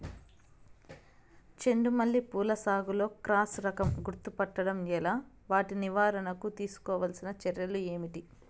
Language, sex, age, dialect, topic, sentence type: Telugu, female, 25-30, Southern, agriculture, question